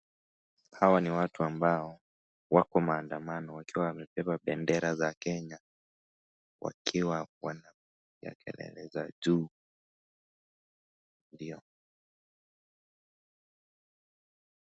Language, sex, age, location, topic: Swahili, male, 18-24, Nakuru, government